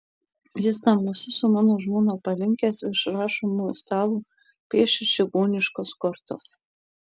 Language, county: Lithuanian, Marijampolė